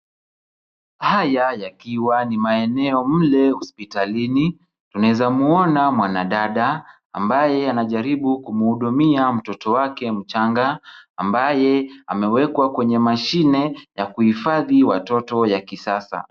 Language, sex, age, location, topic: Swahili, male, 50+, Kisumu, health